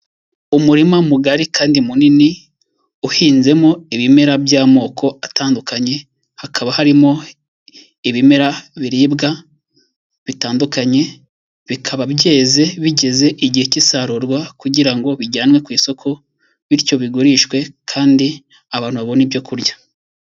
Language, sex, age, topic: Kinyarwanda, male, 18-24, agriculture